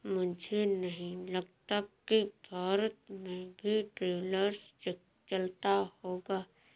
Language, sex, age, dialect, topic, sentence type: Hindi, female, 36-40, Awadhi Bundeli, banking, statement